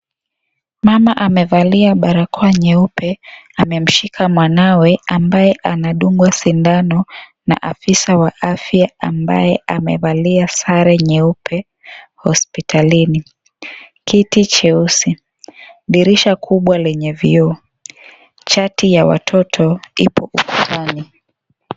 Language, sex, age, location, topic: Swahili, female, 25-35, Kisii, health